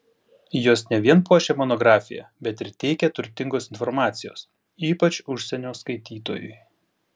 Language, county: Lithuanian, Panevėžys